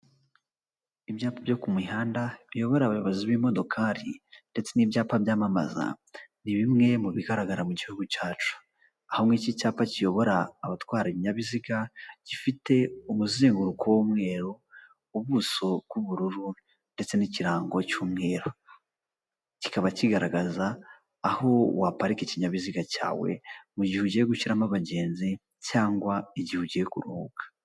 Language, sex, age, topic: Kinyarwanda, female, 25-35, government